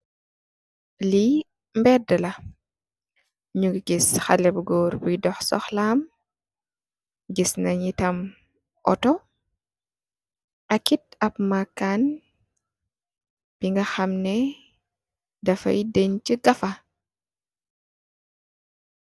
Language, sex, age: Wolof, female, 18-24